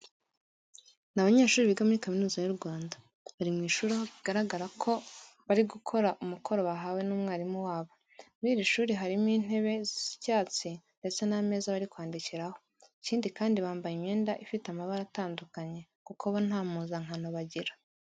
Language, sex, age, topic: Kinyarwanda, female, 18-24, education